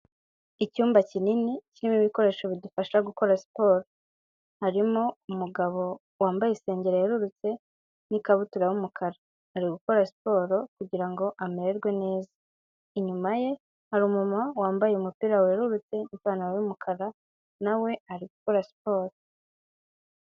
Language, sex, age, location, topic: Kinyarwanda, female, 25-35, Kigali, health